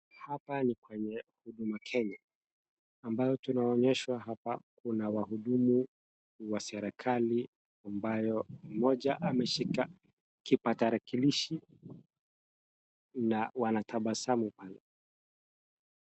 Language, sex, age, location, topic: Swahili, male, 25-35, Wajir, government